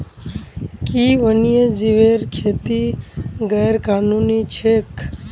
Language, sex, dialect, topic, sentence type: Magahi, female, Northeastern/Surjapuri, agriculture, statement